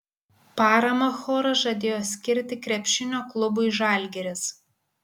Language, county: Lithuanian, Kaunas